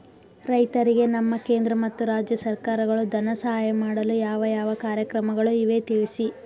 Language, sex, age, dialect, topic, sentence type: Kannada, female, 18-24, Mysore Kannada, agriculture, question